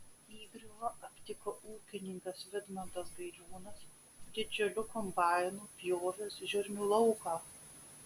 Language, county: Lithuanian, Vilnius